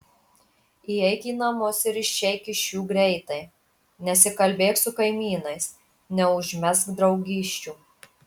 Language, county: Lithuanian, Marijampolė